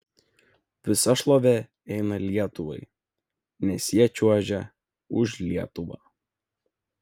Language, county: Lithuanian, Vilnius